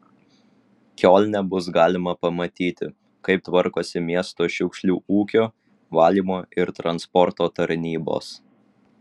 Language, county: Lithuanian, Vilnius